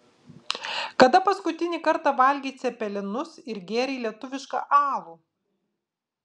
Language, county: Lithuanian, Vilnius